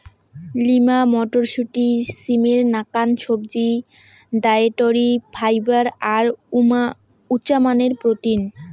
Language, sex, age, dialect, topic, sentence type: Bengali, female, 18-24, Rajbangshi, agriculture, statement